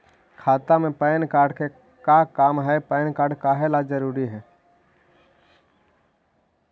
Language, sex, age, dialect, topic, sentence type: Magahi, male, 56-60, Central/Standard, banking, question